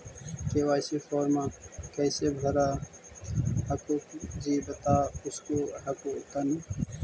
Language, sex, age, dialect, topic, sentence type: Magahi, male, 18-24, Central/Standard, banking, question